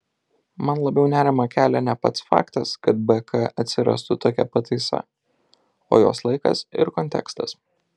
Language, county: Lithuanian, Alytus